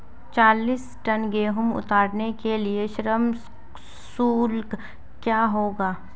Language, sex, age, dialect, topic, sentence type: Hindi, female, 18-24, Marwari Dhudhari, agriculture, question